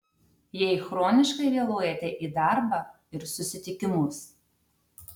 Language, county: Lithuanian, Tauragė